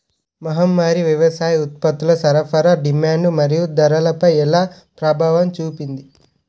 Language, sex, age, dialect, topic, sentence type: Telugu, male, 18-24, Utterandhra, agriculture, question